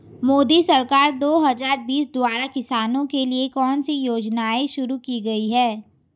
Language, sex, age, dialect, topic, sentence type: Hindi, female, 18-24, Hindustani Malvi Khadi Boli, agriculture, question